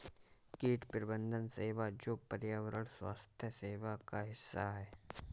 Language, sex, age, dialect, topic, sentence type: Hindi, male, 18-24, Awadhi Bundeli, agriculture, statement